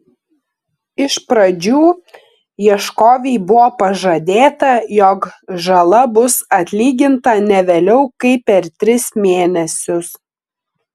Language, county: Lithuanian, Klaipėda